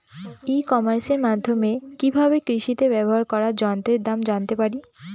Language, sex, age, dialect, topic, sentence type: Bengali, female, 18-24, Northern/Varendri, agriculture, question